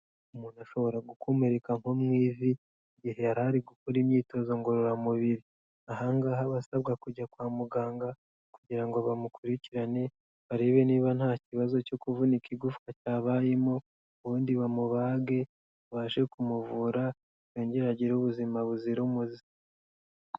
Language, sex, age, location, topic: Kinyarwanda, male, 18-24, Kigali, health